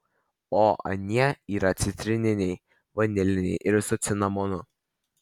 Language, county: Lithuanian, Vilnius